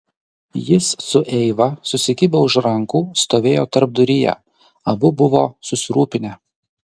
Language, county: Lithuanian, Kaunas